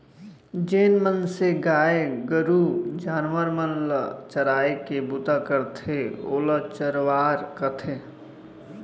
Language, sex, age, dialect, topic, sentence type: Chhattisgarhi, male, 25-30, Central, agriculture, statement